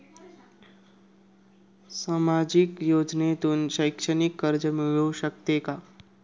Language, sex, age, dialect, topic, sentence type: Marathi, male, 25-30, Standard Marathi, banking, question